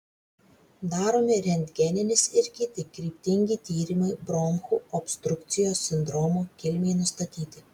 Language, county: Lithuanian, Vilnius